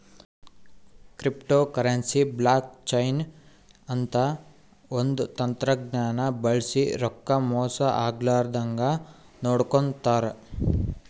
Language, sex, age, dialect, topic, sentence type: Kannada, male, 18-24, Northeastern, banking, statement